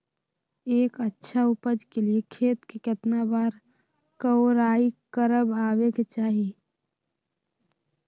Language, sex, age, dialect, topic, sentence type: Magahi, female, 18-24, Western, agriculture, question